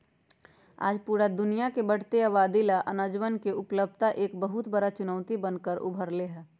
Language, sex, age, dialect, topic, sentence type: Magahi, female, 56-60, Western, agriculture, statement